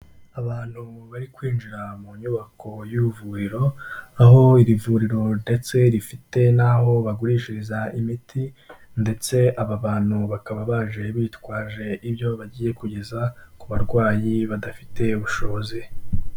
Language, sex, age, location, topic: Kinyarwanda, male, 18-24, Kigali, health